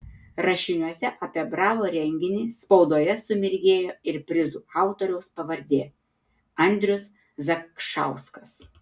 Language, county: Lithuanian, Tauragė